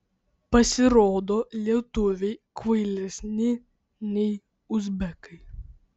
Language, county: Lithuanian, Vilnius